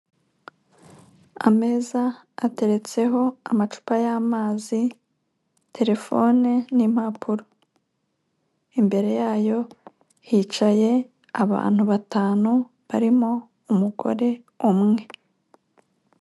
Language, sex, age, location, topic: Kinyarwanda, female, 25-35, Kigali, government